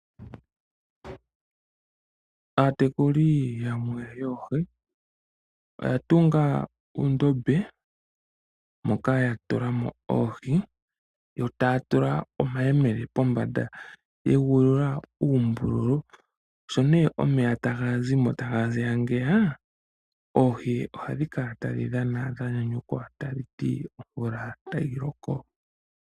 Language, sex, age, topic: Oshiwambo, male, 25-35, agriculture